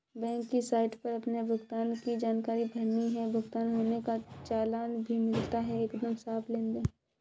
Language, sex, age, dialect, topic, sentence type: Hindi, female, 56-60, Kanauji Braj Bhasha, banking, statement